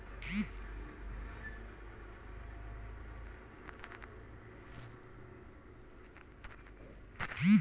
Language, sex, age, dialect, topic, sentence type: Magahi, male, 25-30, Central/Standard, agriculture, statement